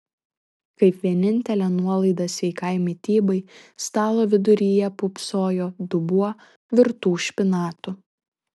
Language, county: Lithuanian, Šiauliai